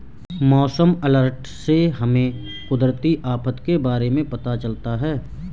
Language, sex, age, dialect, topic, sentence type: Hindi, male, 18-24, Marwari Dhudhari, agriculture, statement